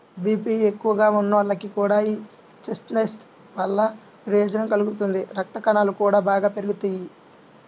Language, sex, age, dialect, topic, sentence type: Telugu, male, 18-24, Central/Coastal, agriculture, statement